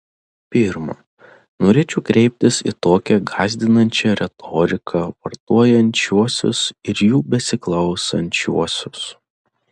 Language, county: Lithuanian, Telšiai